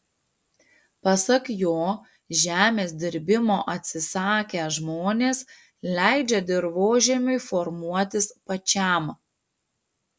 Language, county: Lithuanian, Panevėžys